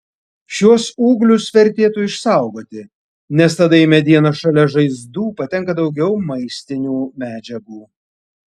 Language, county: Lithuanian, Vilnius